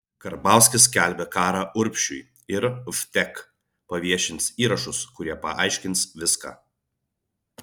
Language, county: Lithuanian, Vilnius